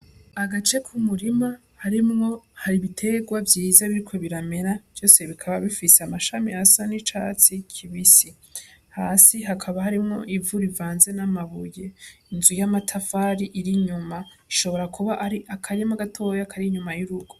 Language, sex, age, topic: Rundi, female, 18-24, agriculture